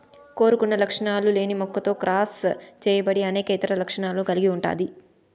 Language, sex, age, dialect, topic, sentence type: Telugu, female, 18-24, Southern, agriculture, statement